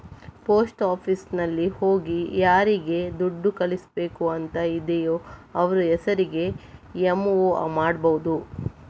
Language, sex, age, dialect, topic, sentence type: Kannada, female, 25-30, Coastal/Dakshin, banking, statement